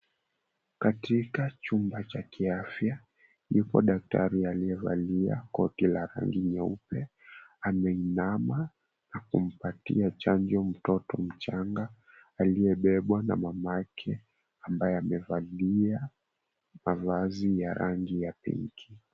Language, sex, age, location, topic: Swahili, male, 18-24, Mombasa, health